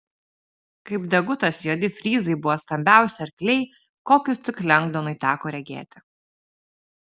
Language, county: Lithuanian, Telšiai